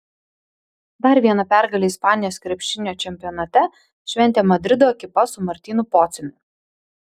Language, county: Lithuanian, Vilnius